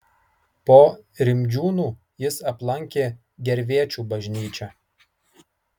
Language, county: Lithuanian, Marijampolė